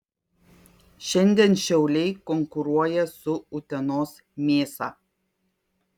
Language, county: Lithuanian, Kaunas